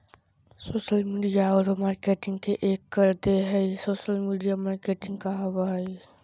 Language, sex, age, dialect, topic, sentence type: Magahi, male, 60-100, Southern, banking, statement